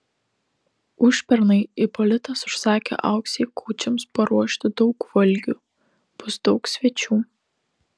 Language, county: Lithuanian, Telšiai